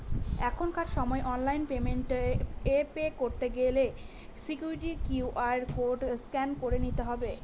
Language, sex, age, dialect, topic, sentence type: Bengali, female, 18-24, Northern/Varendri, banking, statement